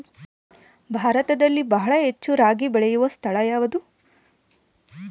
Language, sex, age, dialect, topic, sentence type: Kannada, female, 18-24, Central, agriculture, question